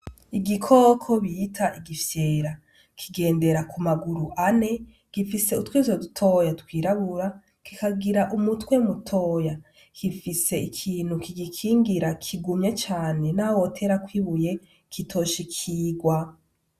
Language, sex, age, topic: Rundi, female, 18-24, agriculture